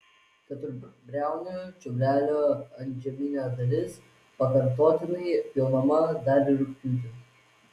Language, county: Lithuanian, Vilnius